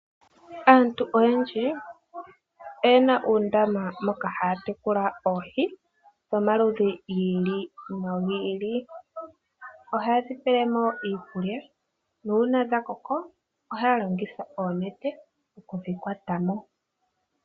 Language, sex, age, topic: Oshiwambo, male, 18-24, agriculture